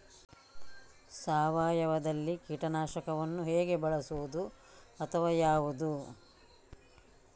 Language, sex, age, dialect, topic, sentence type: Kannada, female, 51-55, Coastal/Dakshin, agriculture, question